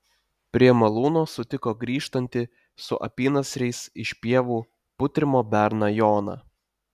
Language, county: Lithuanian, Telšiai